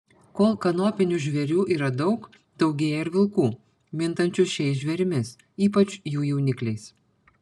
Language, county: Lithuanian, Panevėžys